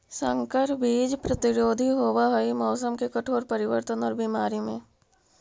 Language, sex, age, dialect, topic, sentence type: Magahi, female, 41-45, Central/Standard, agriculture, statement